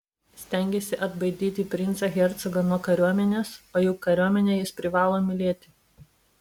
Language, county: Lithuanian, Vilnius